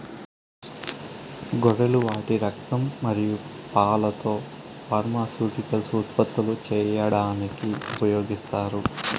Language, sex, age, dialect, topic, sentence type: Telugu, male, 25-30, Southern, agriculture, statement